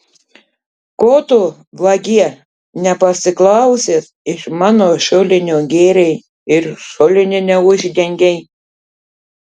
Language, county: Lithuanian, Tauragė